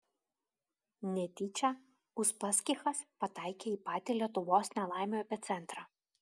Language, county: Lithuanian, Klaipėda